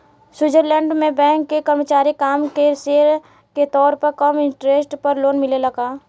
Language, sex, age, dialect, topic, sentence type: Bhojpuri, female, 18-24, Southern / Standard, banking, question